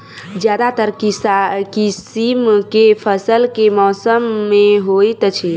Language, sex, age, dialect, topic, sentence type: Maithili, female, 18-24, Southern/Standard, agriculture, question